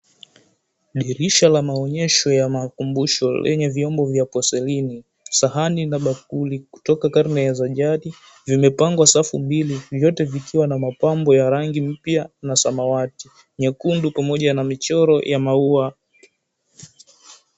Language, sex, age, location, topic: Swahili, male, 18-24, Mombasa, government